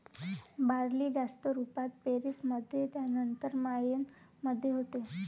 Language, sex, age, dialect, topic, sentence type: Marathi, female, 18-24, Varhadi, agriculture, statement